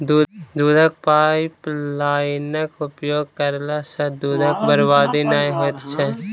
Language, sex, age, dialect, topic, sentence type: Maithili, male, 36-40, Southern/Standard, agriculture, statement